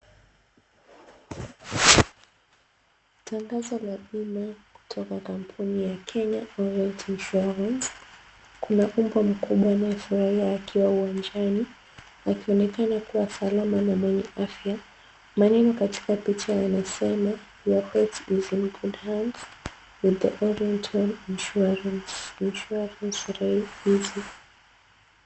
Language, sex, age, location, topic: Swahili, female, 25-35, Mombasa, finance